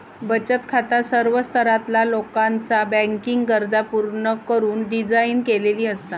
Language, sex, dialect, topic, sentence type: Marathi, female, Southern Konkan, banking, statement